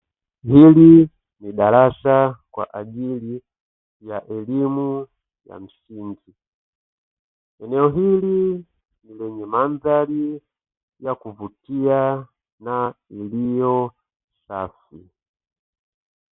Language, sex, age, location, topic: Swahili, male, 25-35, Dar es Salaam, education